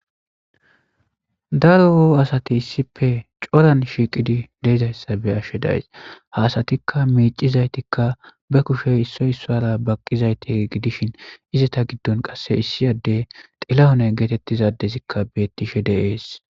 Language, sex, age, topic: Gamo, male, 18-24, government